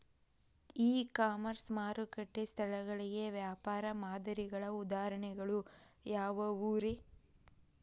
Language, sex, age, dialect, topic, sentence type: Kannada, female, 31-35, Dharwad Kannada, agriculture, question